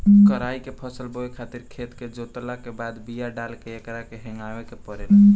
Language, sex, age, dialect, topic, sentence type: Bhojpuri, male, <18, Southern / Standard, agriculture, statement